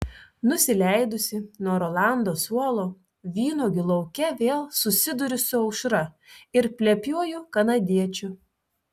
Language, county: Lithuanian, Telšiai